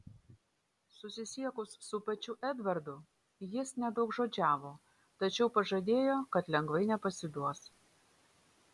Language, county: Lithuanian, Vilnius